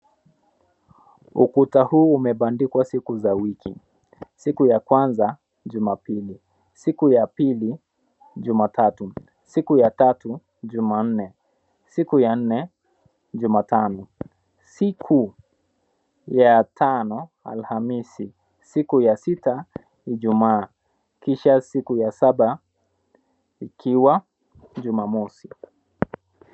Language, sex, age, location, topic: Swahili, male, 18-24, Mombasa, education